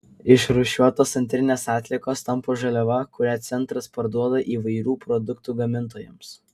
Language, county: Lithuanian, Kaunas